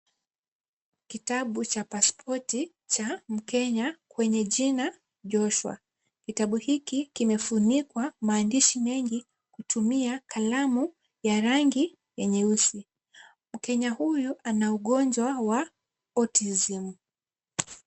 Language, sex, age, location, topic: Swahili, female, 18-24, Kisumu, government